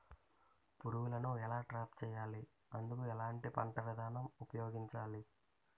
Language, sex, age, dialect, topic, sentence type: Telugu, male, 18-24, Utterandhra, agriculture, question